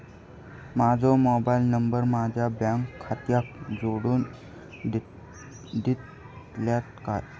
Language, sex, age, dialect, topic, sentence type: Marathi, male, 18-24, Southern Konkan, banking, question